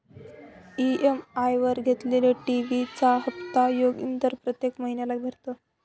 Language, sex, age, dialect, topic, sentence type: Marathi, male, 25-30, Northern Konkan, banking, statement